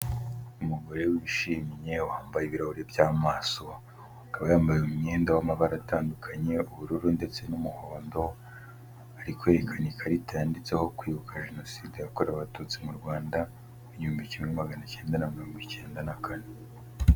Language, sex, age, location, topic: Kinyarwanda, male, 18-24, Kigali, health